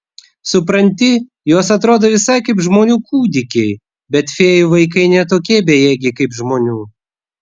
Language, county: Lithuanian, Vilnius